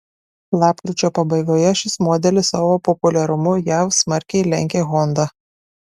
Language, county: Lithuanian, Klaipėda